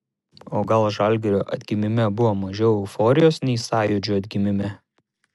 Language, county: Lithuanian, Šiauliai